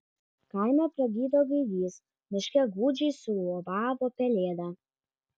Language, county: Lithuanian, Vilnius